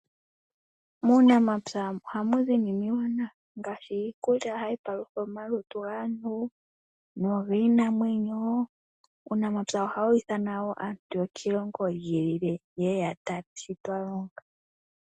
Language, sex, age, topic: Oshiwambo, female, 18-24, agriculture